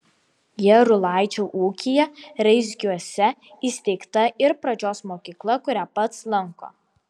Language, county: Lithuanian, Vilnius